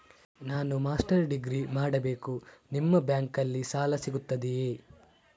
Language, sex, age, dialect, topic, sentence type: Kannada, male, 36-40, Coastal/Dakshin, banking, question